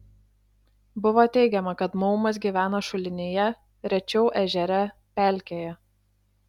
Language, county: Lithuanian, Klaipėda